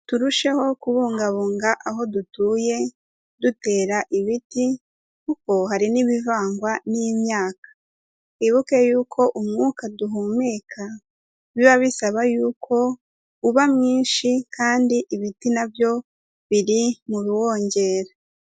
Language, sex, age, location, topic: Kinyarwanda, female, 18-24, Kigali, agriculture